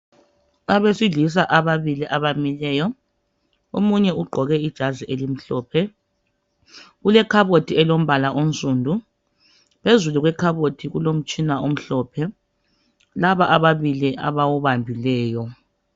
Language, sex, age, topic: North Ndebele, female, 25-35, health